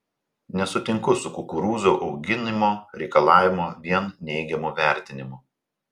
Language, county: Lithuanian, Telšiai